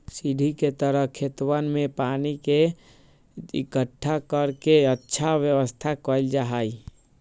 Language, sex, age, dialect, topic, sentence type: Magahi, male, 18-24, Western, agriculture, statement